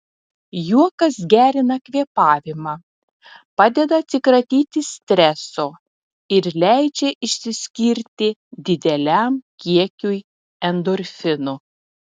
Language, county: Lithuanian, Telšiai